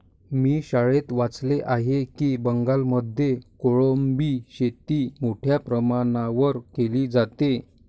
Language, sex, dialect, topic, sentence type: Marathi, male, Varhadi, agriculture, statement